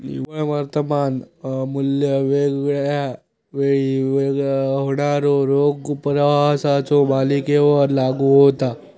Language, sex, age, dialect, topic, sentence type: Marathi, male, 25-30, Southern Konkan, banking, statement